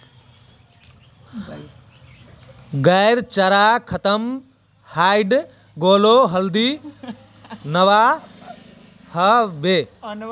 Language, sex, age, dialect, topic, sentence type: Magahi, male, 18-24, Northeastern/Surjapuri, agriculture, statement